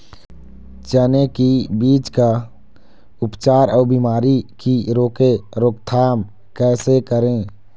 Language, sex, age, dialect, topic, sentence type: Chhattisgarhi, male, 25-30, Eastern, agriculture, question